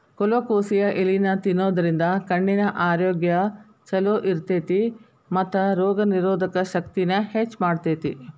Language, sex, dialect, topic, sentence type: Kannada, female, Dharwad Kannada, agriculture, statement